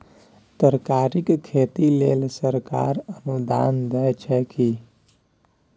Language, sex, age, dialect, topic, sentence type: Maithili, male, 18-24, Bajjika, agriculture, statement